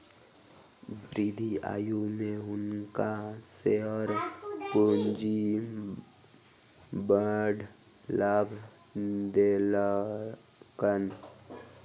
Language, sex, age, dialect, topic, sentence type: Maithili, female, 31-35, Southern/Standard, banking, statement